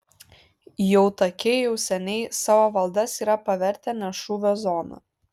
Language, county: Lithuanian, Kaunas